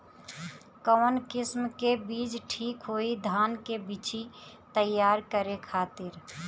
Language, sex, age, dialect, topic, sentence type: Bhojpuri, female, 31-35, Southern / Standard, agriculture, question